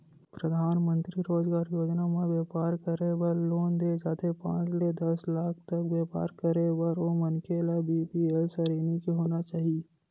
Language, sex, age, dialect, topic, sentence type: Chhattisgarhi, male, 18-24, Western/Budati/Khatahi, banking, statement